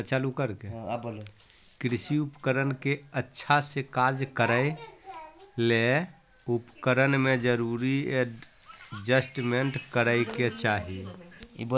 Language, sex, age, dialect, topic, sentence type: Magahi, male, 25-30, Southern, agriculture, statement